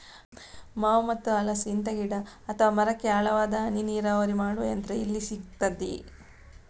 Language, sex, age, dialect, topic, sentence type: Kannada, female, 60-100, Coastal/Dakshin, agriculture, question